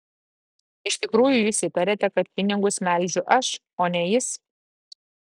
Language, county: Lithuanian, Klaipėda